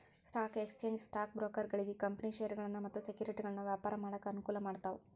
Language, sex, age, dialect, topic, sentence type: Kannada, female, 25-30, Dharwad Kannada, banking, statement